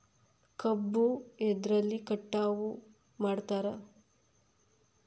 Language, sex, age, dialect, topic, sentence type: Kannada, female, 18-24, Dharwad Kannada, agriculture, question